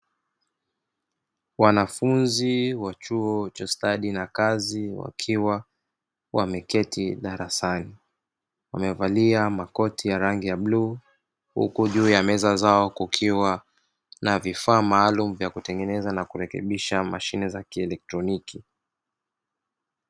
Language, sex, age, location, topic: Swahili, male, 36-49, Dar es Salaam, education